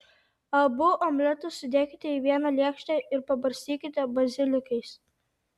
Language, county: Lithuanian, Tauragė